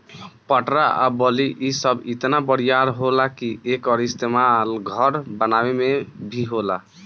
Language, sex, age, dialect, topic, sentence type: Bhojpuri, male, 18-24, Southern / Standard, agriculture, statement